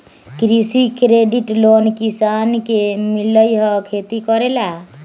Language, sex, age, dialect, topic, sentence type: Magahi, male, 36-40, Western, banking, question